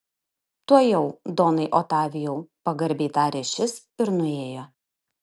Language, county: Lithuanian, Kaunas